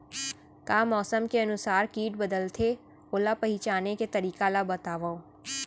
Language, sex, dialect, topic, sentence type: Chhattisgarhi, female, Central, agriculture, question